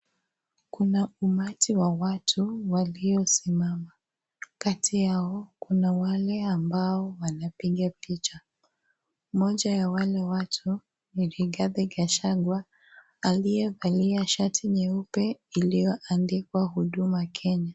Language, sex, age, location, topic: Swahili, female, 25-35, Kisii, government